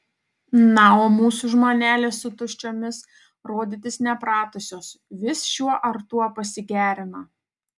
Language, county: Lithuanian, Panevėžys